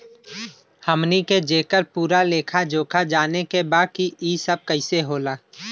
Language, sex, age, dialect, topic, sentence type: Bhojpuri, male, 25-30, Western, banking, question